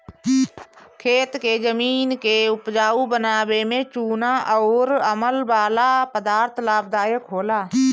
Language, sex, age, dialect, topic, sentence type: Bhojpuri, female, 31-35, Northern, agriculture, statement